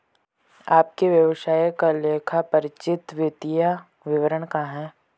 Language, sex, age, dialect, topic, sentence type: Hindi, male, 18-24, Hindustani Malvi Khadi Boli, banking, question